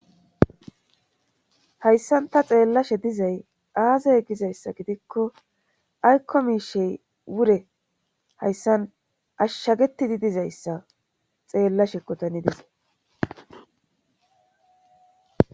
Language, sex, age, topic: Gamo, female, 25-35, government